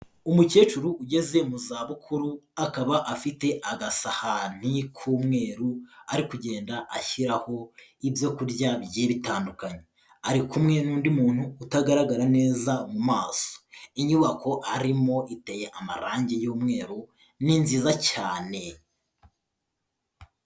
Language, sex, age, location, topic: Kinyarwanda, male, 18-24, Kigali, health